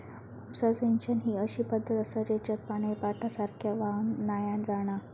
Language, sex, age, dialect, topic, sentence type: Marathi, female, 36-40, Southern Konkan, agriculture, statement